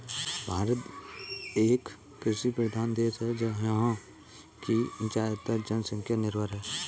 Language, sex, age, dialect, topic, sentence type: Hindi, male, 18-24, Kanauji Braj Bhasha, banking, statement